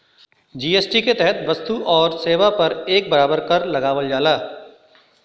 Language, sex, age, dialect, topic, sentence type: Bhojpuri, male, 41-45, Western, banking, statement